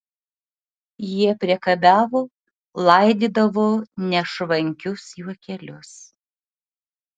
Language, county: Lithuanian, Utena